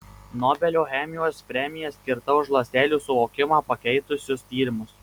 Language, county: Lithuanian, Marijampolė